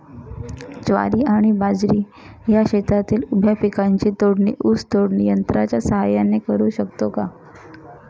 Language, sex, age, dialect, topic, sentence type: Marathi, female, 31-35, Northern Konkan, agriculture, question